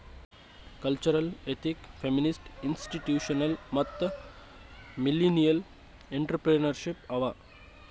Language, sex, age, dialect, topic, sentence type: Kannada, male, 18-24, Northeastern, banking, statement